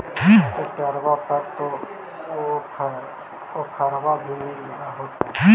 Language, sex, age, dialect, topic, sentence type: Magahi, male, 31-35, Central/Standard, agriculture, question